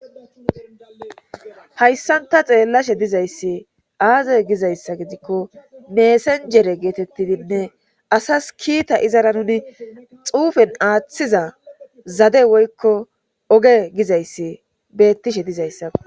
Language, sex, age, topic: Gamo, female, 25-35, government